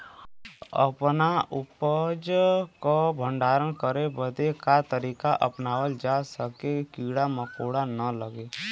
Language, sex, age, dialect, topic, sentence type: Bhojpuri, male, 18-24, Western, agriculture, question